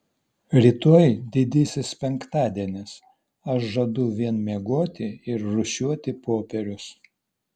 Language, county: Lithuanian, Vilnius